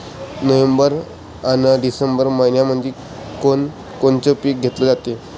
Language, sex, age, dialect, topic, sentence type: Marathi, male, 25-30, Varhadi, agriculture, question